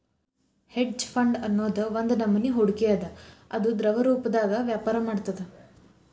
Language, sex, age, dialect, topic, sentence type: Kannada, female, 18-24, Dharwad Kannada, banking, statement